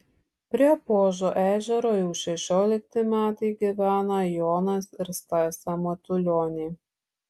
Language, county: Lithuanian, Šiauliai